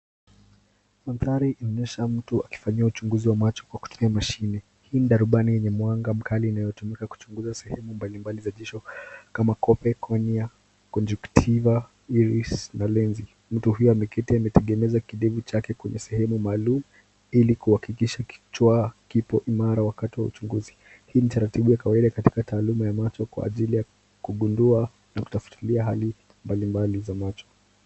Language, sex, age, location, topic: Swahili, male, 18-24, Nairobi, health